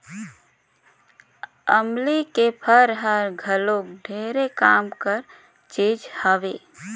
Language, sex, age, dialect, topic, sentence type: Chhattisgarhi, female, 31-35, Northern/Bhandar, agriculture, statement